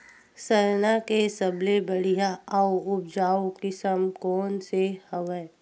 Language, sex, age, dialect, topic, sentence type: Chhattisgarhi, female, 51-55, Western/Budati/Khatahi, agriculture, question